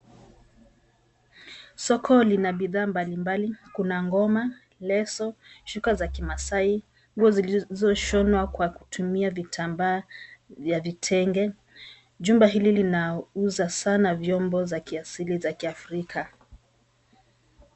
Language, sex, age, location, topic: Swahili, female, 25-35, Nairobi, finance